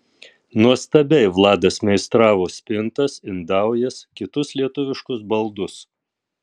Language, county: Lithuanian, Tauragė